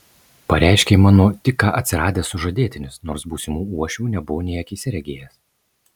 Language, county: Lithuanian, Marijampolė